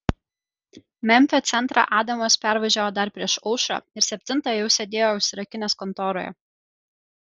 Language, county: Lithuanian, Kaunas